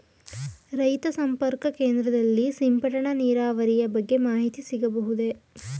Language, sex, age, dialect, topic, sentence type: Kannada, female, 18-24, Mysore Kannada, agriculture, question